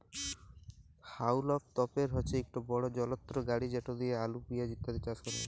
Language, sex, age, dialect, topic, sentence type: Bengali, male, 18-24, Jharkhandi, agriculture, statement